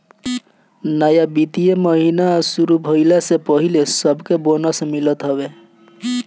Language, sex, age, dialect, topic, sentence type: Bhojpuri, male, 25-30, Northern, banking, statement